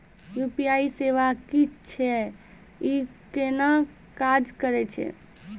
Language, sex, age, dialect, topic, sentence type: Maithili, female, 18-24, Angika, banking, question